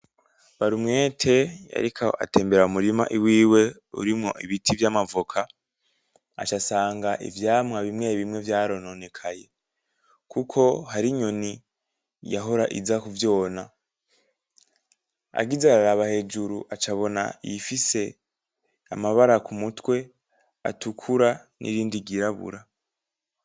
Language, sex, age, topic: Rundi, male, 18-24, agriculture